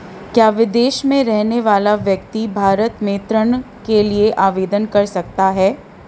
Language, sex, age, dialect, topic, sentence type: Hindi, female, 31-35, Marwari Dhudhari, banking, question